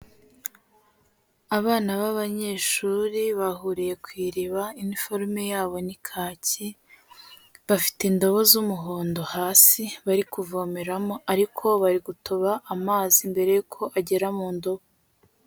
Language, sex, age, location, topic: Kinyarwanda, female, 18-24, Kigali, health